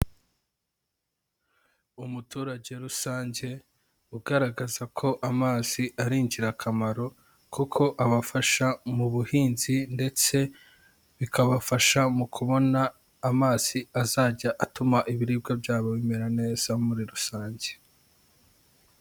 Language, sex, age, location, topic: Kinyarwanda, male, 25-35, Kigali, agriculture